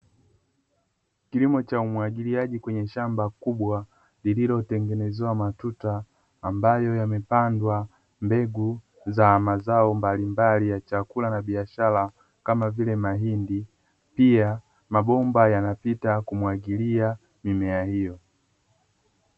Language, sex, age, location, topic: Swahili, male, 25-35, Dar es Salaam, agriculture